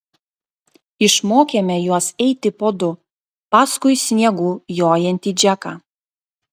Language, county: Lithuanian, Klaipėda